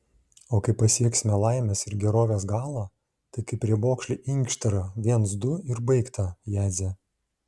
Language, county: Lithuanian, Šiauliai